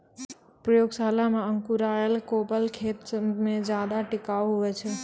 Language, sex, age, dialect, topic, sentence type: Maithili, female, 18-24, Angika, agriculture, statement